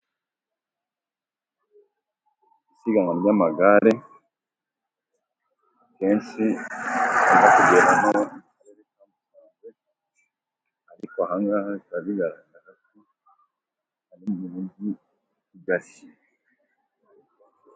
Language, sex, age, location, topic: Kinyarwanda, male, 25-35, Musanze, government